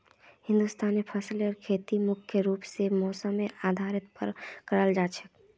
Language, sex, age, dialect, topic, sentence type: Magahi, female, 46-50, Northeastern/Surjapuri, agriculture, statement